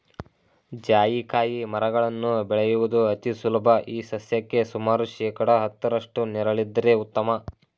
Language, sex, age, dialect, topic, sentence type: Kannada, male, 18-24, Mysore Kannada, agriculture, statement